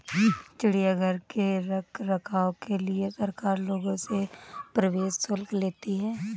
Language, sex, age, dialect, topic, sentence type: Hindi, female, 18-24, Awadhi Bundeli, banking, statement